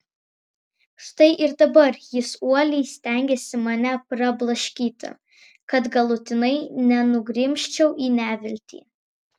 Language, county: Lithuanian, Vilnius